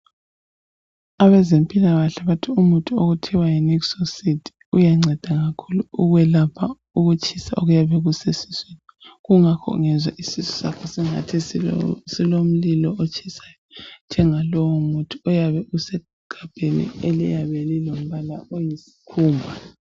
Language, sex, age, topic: North Ndebele, female, 25-35, health